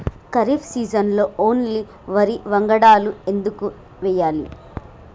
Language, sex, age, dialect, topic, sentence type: Telugu, female, 18-24, Telangana, agriculture, question